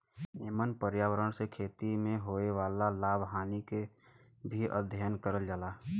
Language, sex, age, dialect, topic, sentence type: Bhojpuri, male, 18-24, Western, agriculture, statement